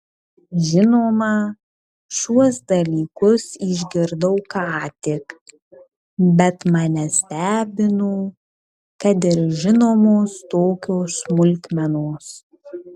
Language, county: Lithuanian, Kaunas